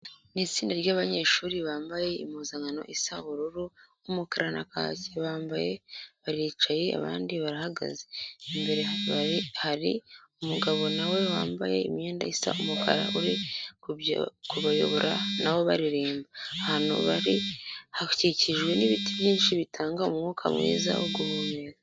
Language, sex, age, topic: Kinyarwanda, female, 18-24, education